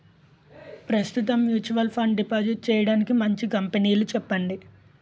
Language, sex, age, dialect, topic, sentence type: Telugu, male, 25-30, Utterandhra, banking, question